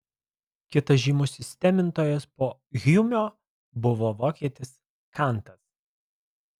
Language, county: Lithuanian, Alytus